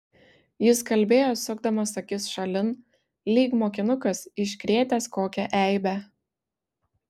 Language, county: Lithuanian, Vilnius